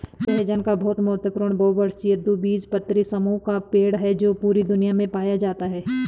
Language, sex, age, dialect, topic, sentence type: Hindi, female, 31-35, Garhwali, agriculture, statement